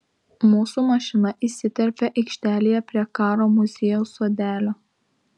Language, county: Lithuanian, Klaipėda